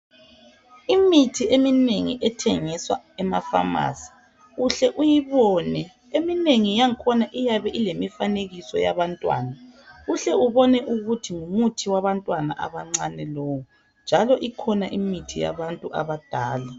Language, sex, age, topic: North Ndebele, female, 50+, health